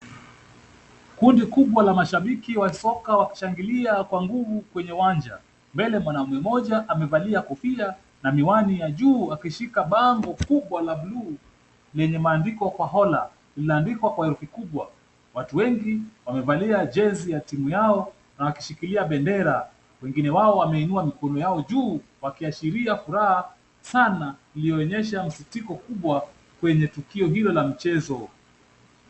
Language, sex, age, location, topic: Swahili, male, 25-35, Kisumu, government